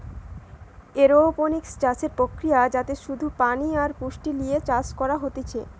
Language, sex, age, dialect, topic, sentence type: Bengali, male, 18-24, Western, agriculture, statement